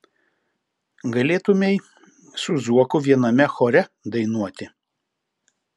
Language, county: Lithuanian, Šiauliai